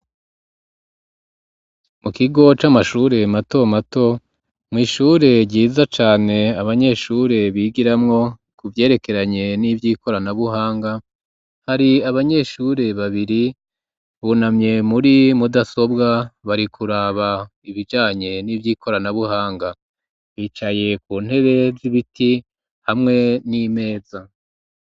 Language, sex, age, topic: Rundi, female, 25-35, education